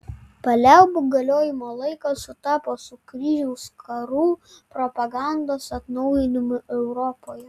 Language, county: Lithuanian, Vilnius